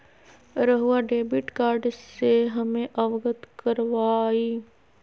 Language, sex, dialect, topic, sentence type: Magahi, female, Southern, banking, question